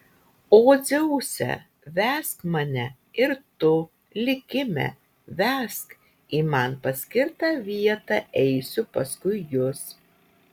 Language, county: Lithuanian, Utena